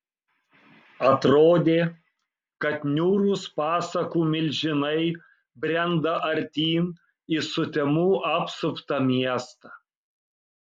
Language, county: Lithuanian, Kaunas